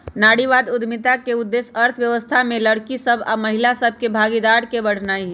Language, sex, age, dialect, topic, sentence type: Magahi, male, 31-35, Western, banking, statement